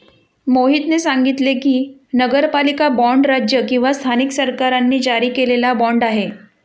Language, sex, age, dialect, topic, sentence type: Marathi, female, 41-45, Standard Marathi, banking, statement